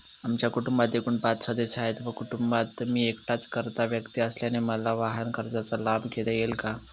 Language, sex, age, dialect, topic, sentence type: Marathi, male, 18-24, Northern Konkan, banking, question